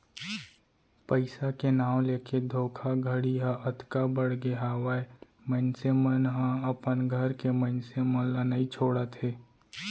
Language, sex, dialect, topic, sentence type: Chhattisgarhi, male, Central, banking, statement